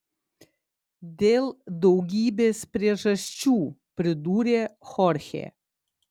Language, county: Lithuanian, Klaipėda